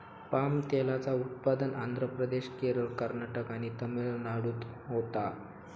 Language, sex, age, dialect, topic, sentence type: Marathi, male, 18-24, Southern Konkan, agriculture, statement